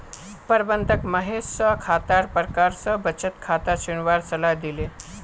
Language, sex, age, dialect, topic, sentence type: Magahi, male, 18-24, Northeastern/Surjapuri, banking, statement